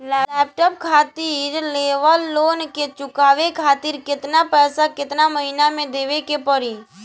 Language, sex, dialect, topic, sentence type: Bhojpuri, female, Southern / Standard, banking, question